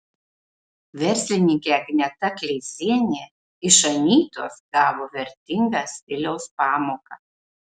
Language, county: Lithuanian, Marijampolė